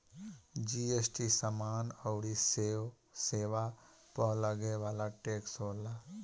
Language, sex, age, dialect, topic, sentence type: Bhojpuri, male, 18-24, Northern, banking, statement